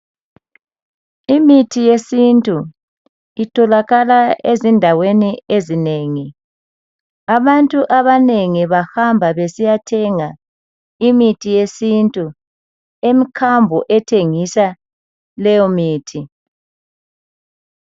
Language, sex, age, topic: North Ndebele, male, 50+, health